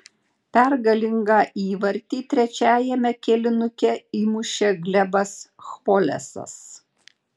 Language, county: Lithuanian, Panevėžys